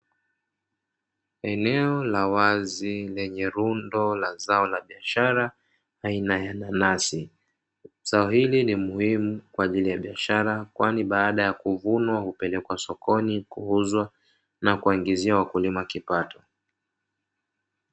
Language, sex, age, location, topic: Swahili, male, 25-35, Dar es Salaam, agriculture